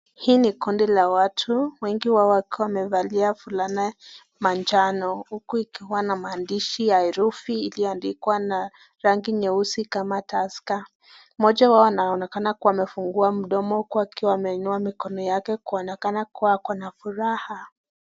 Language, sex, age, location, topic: Swahili, female, 25-35, Nakuru, government